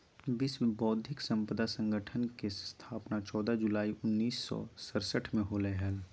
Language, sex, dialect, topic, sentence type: Magahi, male, Southern, banking, statement